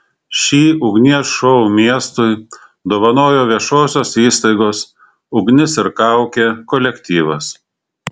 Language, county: Lithuanian, Šiauliai